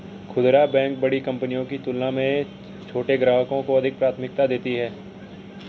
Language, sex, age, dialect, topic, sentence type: Hindi, male, 56-60, Garhwali, banking, statement